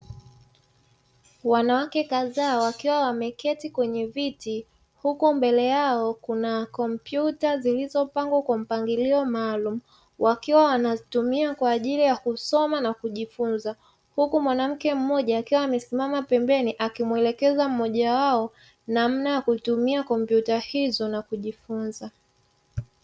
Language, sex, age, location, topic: Swahili, female, 36-49, Dar es Salaam, education